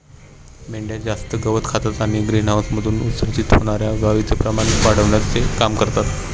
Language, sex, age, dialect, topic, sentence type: Marathi, male, 18-24, Standard Marathi, agriculture, statement